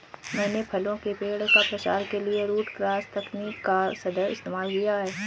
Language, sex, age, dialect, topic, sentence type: Hindi, female, 25-30, Marwari Dhudhari, agriculture, statement